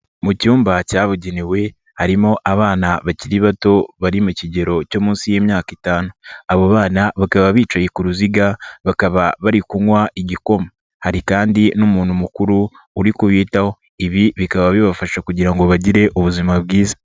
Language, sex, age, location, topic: Kinyarwanda, male, 25-35, Nyagatare, health